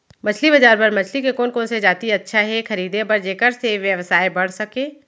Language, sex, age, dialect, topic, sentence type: Chhattisgarhi, female, 36-40, Central, agriculture, question